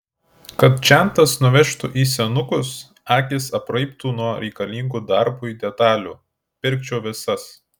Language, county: Lithuanian, Klaipėda